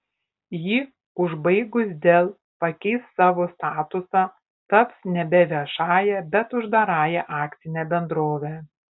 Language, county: Lithuanian, Panevėžys